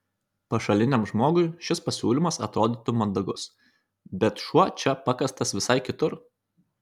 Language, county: Lithuanian, Kaunas